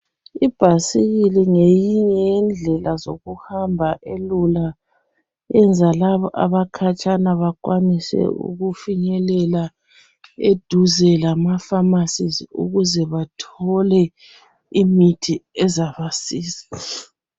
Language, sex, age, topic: North Ndebele, female, 36-49, health